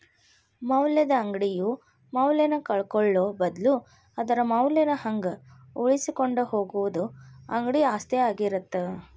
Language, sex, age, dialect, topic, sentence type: Kannada, female, 41-45, Dharwad Kannada, banking, statement